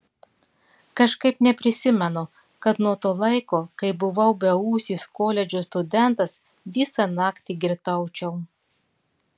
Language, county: Lithuanian, Klaipėda